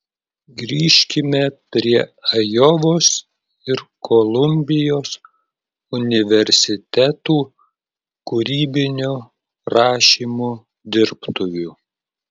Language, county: Lithuanian, Klaipėda